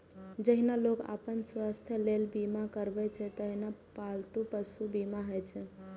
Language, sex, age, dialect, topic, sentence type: Maithili, female, 18-24, Eastern / Thethi, banking, statement